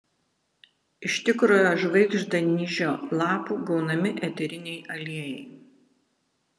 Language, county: Lithuanian, Vilnius